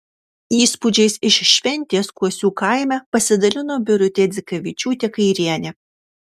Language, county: Lithuanian, Marijampolė